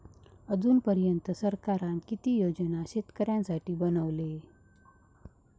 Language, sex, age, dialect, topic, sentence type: Marathi, female, 18-24, Southern Konkan, agriculture, question